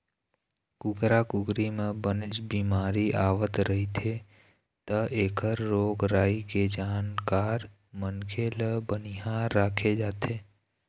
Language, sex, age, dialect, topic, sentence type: Chhattisgarhi, male, 18-24, Eastern, agriculture, statement